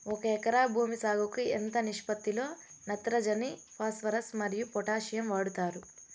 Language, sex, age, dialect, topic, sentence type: Telugu, female, 18-24, Southern, agriculture, question